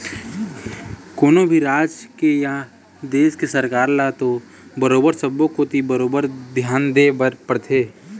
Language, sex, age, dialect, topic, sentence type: Chhattisgarhi, male, 18-24, Eastern, banking, statement